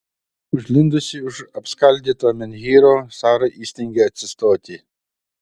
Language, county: Lithuanian, Utena